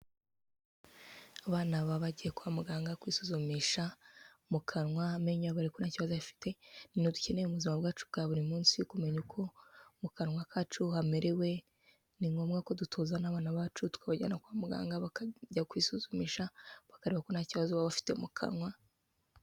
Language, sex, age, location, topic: Kinyarwanda, female, 18-24, Kigali, health